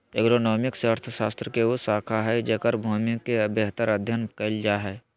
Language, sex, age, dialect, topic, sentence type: Magahi, male, 25-30, Southern, banking, statement